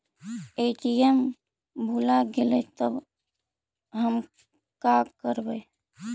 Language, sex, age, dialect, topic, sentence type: Magahi, female, 46-50, Central/Standard, banking, question